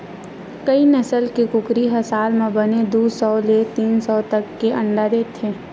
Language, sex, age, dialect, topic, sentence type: Chhattisgarhi, female, 18-24, Western/Budati/Khatahi, agriculture, statement